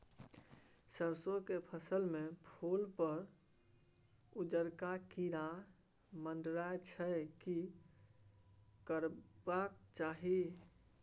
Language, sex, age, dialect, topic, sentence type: Maithili, male, 18-24, Bajjika, agriculture, question